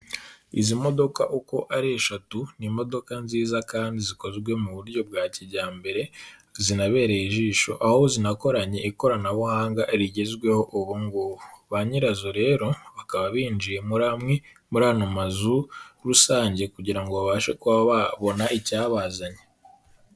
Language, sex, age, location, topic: Kinyarwanda, male, 18-24, Kigali, government